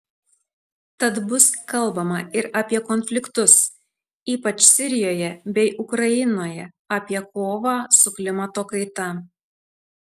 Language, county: Lithuanian, Tauragė